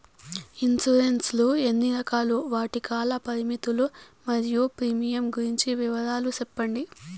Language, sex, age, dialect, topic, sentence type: Telugu, female, 18-24, Southern, banking, question